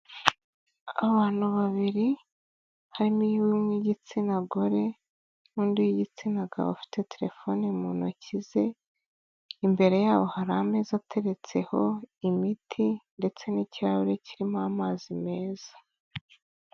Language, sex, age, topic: Kinyarwanda, female, 25-35, health